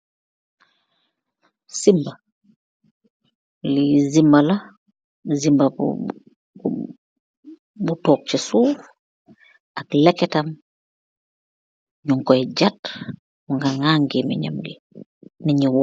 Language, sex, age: Wolof, female, 36-49